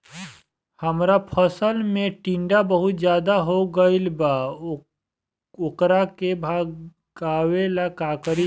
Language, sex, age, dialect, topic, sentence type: Bhojpuri, male, 25-30, Southern / Standard, agriculture, question